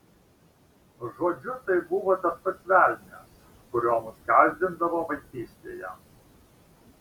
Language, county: Lithuanian, Šiauliai